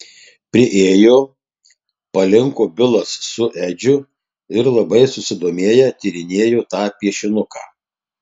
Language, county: Lithuanian, Tauragė